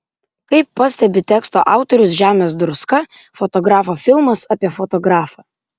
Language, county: Lithuanian, Vilnius